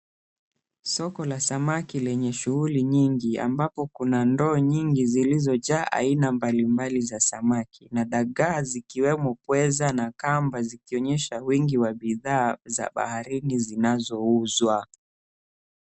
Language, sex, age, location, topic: Swahili, male, 25-35, Mombasa, agriculture